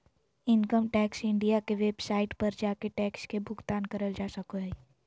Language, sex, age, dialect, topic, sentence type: Magahi, female, 18-24, Southern, banking, statement